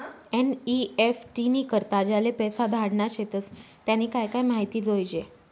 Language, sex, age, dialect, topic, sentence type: Marathi, female, 25-30, Northern Konkan, banking, statement